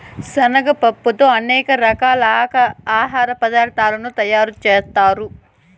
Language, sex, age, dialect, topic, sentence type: Telugu, female, 18-24, Southern, agriculture, statement